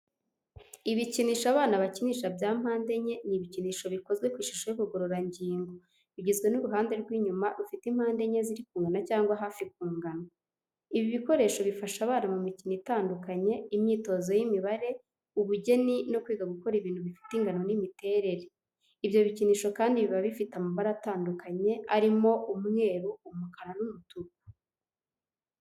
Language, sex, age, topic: Kinyarwanda, female, 18-24, education